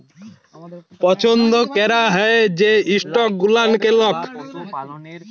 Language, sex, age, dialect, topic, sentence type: Bengali, male, 18-24, Jharkhandi, banking, statement